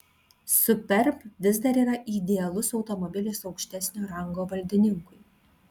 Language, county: Lithuanian, Klaipėda